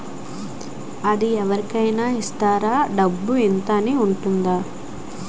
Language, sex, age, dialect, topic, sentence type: Telugu, female, 18-24, Utterandhra, banking, question